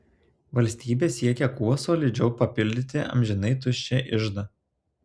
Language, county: Lithuanian, Telšiai